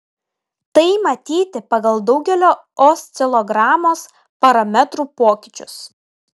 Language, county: Lithuanian, Telšiai